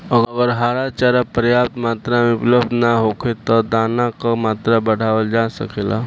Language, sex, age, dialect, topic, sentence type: Bhojpuri, male, 18-24, Southern / Standard, agriculture, question